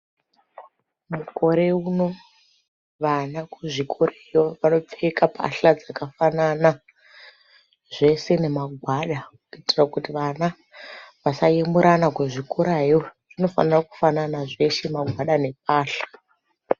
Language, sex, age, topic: Ndau, female, 25-35, education